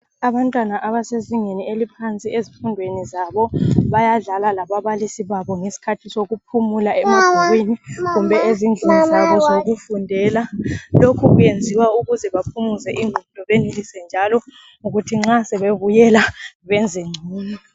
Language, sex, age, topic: North Ndebele, male, 25-35, health